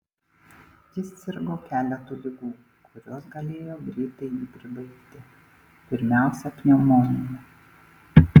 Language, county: Lithuanian, Panevėžys